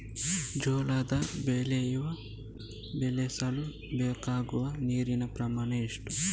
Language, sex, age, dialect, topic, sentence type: Kannada, male, 25-30, Coastal/Dakshin, agriculture, question